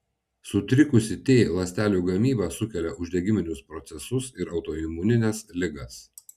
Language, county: Lithuanian, Vilnius